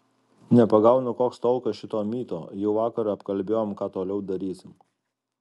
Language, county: Lithuanian, Alytus